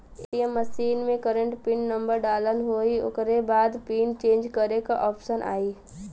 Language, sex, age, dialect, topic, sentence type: Bhojpuri, female, 18-24, Western, banking, statement